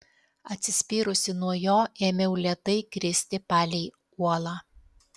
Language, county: Lithuanian, Alytus